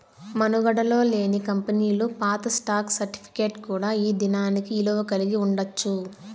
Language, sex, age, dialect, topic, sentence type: Telugu, female, 18-24, Southern, banking, statement